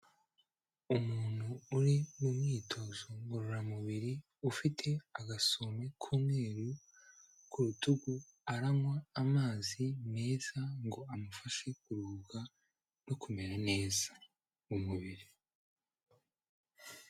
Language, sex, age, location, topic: Kinyarwanda, male, 18-24, Kigali, health